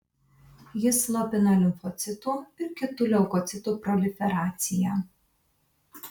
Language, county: Lithuanian, Vilnius